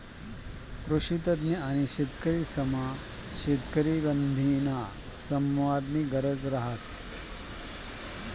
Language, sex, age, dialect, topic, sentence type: Marathi, male, 56-60, Northern Konkan, agriculture, statement